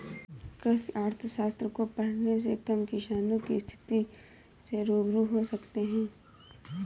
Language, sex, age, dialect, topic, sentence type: Hindi, female, 18-24, Kanauji Braj Bhasha, banking, statement